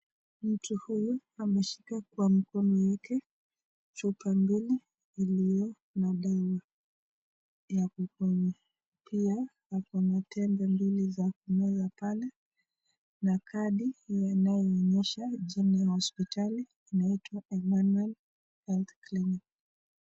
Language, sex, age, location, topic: Swahili, female, 25-35, Nakuru, health